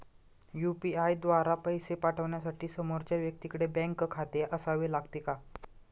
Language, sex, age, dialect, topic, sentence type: Marathi, male, 25-30, Standard Marathi, banking, question